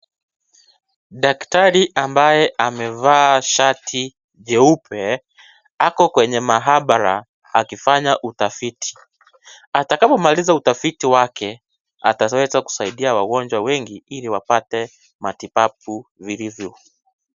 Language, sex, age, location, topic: Swahili, male, 25-35, Kisii, health